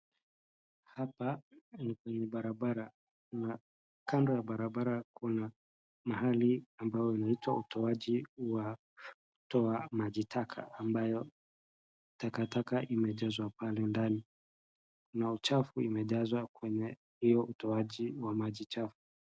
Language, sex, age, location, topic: Swahili, male, 25-35, Wajir, government